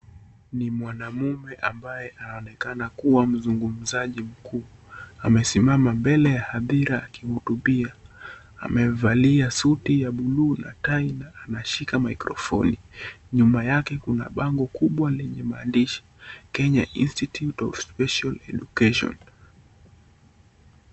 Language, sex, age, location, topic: Swahili, male, 18-24, Kisii, education